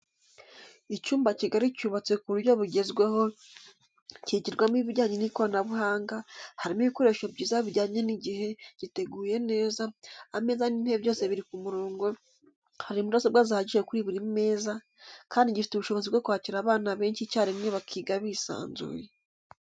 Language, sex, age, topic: Kinyarwanda, female, 18-24, education